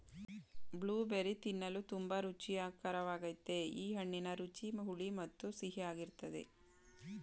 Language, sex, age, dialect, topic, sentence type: Kannada, female, 18-24, Mysore Kannada, agriculture, statement